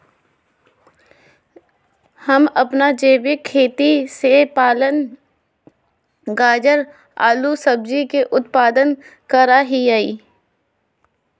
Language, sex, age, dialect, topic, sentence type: Magahi, female, 25-30, Southern, agriculture, statement